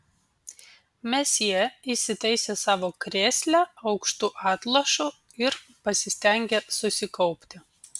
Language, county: Lithuanian, Vilnius